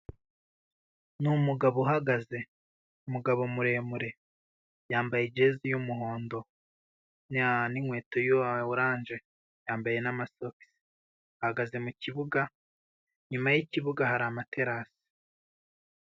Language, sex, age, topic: Kinyarwanda, male, 25-35, government